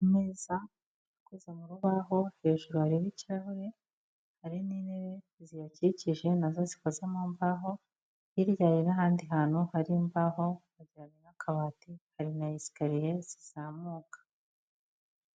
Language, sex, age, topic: Kinyarwanda, female, 25-35, finance